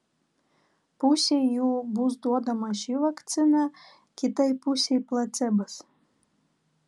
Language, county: Lithuanian, Vilnius